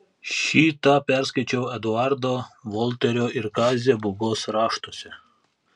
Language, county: Lithuanian, Telšiai